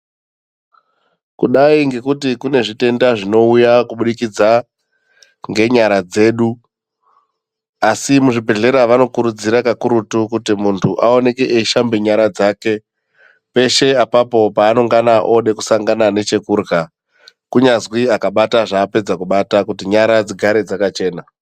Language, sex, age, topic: Ndau, female, 18-24, health